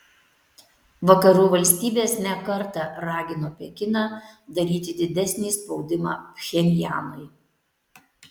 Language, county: Lithuanian, Tauragė